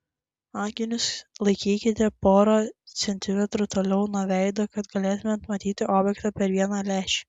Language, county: Lithuanian, Klaipėda